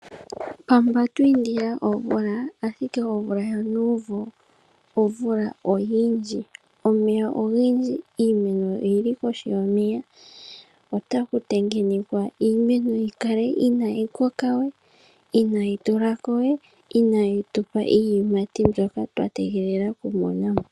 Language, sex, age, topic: Oshiwambo, female, 18-24, agriculture